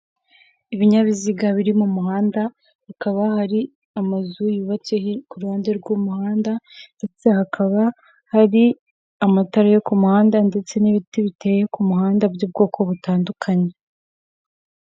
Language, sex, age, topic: Kinyarwanda, female, 18-24, government